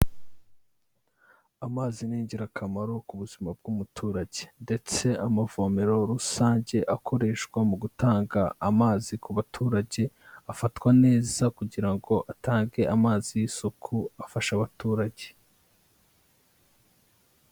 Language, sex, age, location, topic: Kinyarwanda, male, 25-35, Kigali, health